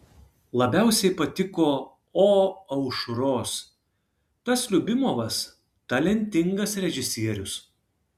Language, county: Lithuanian, Kaunas